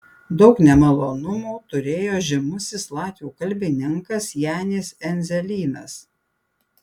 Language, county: Lithuanian, Panevėžys